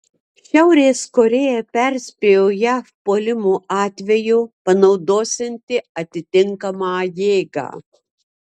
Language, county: Lithuanian, Marijampolė